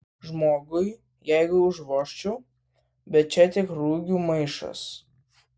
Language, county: Lithuanian, Vilnius